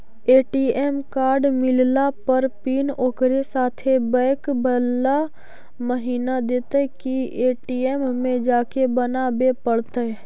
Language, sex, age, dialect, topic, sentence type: Magahi, female, 36-40, Central/Standard, banking, question